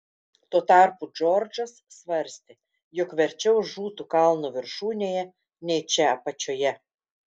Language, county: Lithuanian, Telšiai